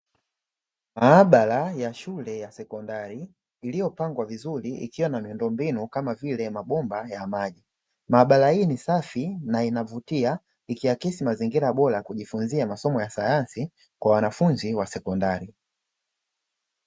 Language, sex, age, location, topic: Swahili, male, 25-35, Dar es Salaam, education